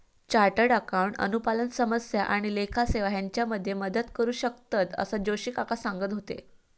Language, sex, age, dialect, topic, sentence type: Marathi, female, 18-24, Southern Konkan, banking, statement